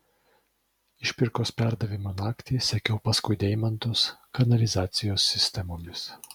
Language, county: Lithuanian, Vilnius